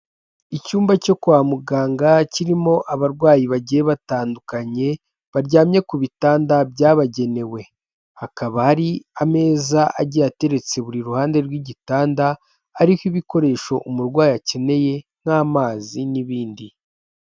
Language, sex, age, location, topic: Kinyarwanda, male, 18-24, Kigali, health